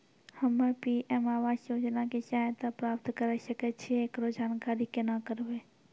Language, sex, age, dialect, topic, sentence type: Maithili, female, 46-50, Angika, banking, question